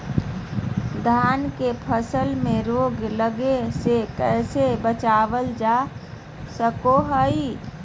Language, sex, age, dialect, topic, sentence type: Magahi, female, 31-35, Southern, agriculture, question